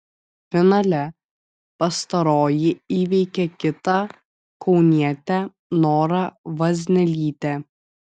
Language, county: Lithuanian, Vilnius